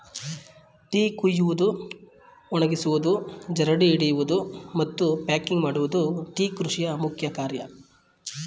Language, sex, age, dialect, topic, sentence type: Kannada, male, 36-40, Mysore Kannada, agriculture, statement